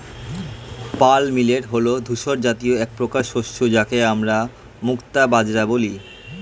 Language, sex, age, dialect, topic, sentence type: Bengali, male, <18, Standard Colloquial, agriculture, statement